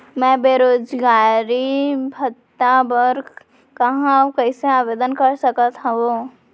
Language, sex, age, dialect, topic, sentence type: Chhattisgarhi, female, 18-24, Central, banking, question